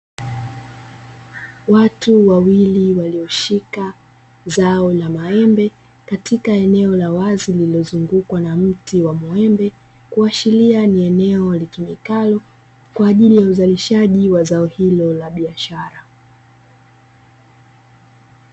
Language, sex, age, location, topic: Swahili, female, 18-24, Dar es Salaam, agriculture